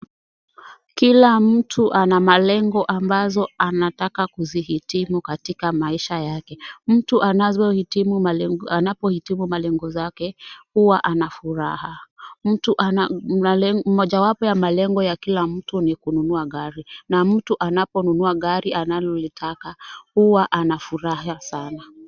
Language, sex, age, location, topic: Swahili, female, 18-24, Kisumu, finance